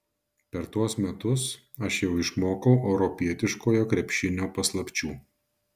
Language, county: Lithuanian, Šiauliai